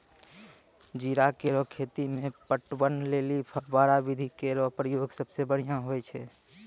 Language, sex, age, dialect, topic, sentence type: Maithili, male, 25-30, Angika, agriculture, statement